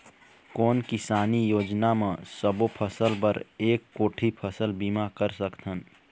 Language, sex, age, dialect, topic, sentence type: Chhattisgarhi, male, 31-35, Eastern, agriculture, question